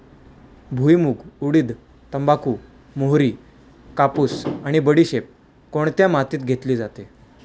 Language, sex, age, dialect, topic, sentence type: Marathi, male, 18-24, Standard Marathi, agriculture, question